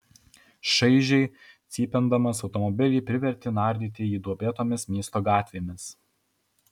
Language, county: Lithuanian, Alytus